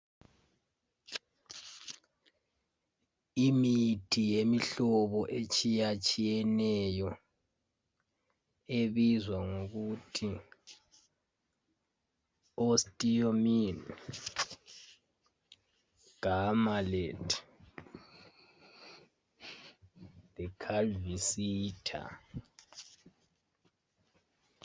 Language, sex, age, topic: North Ndebele, male, 25-35, health